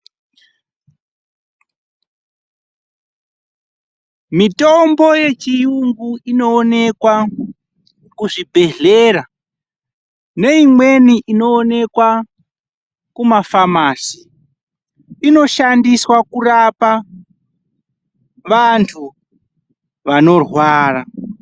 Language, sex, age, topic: Ndau, male, 25-35, health